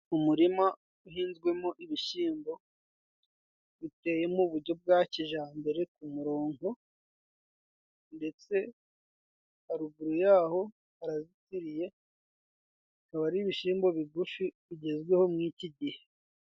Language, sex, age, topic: Kinyarwanda, male, 18-24, agriculture